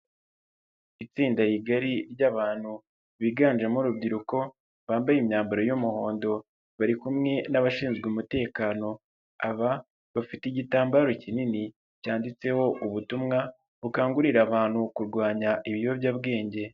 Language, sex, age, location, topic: Kinyarwanda, male, 25-35, Nyagatare, health